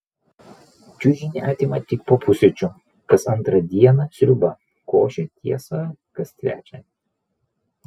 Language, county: Lithuanian, Vilnius